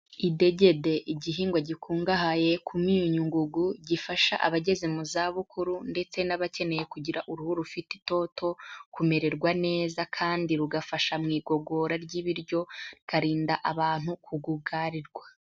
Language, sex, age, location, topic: Kinyarwanda, female, 18-24, Huye, agriculture